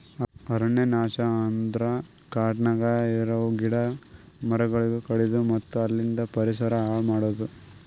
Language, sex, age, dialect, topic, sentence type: Kannada, male, 18-24, Northeastern, agriculture, statement